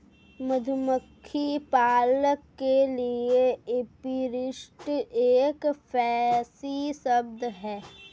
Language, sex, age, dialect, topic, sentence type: Hindi, female, 25-30, Marwari Dhudhari, agriculture, statement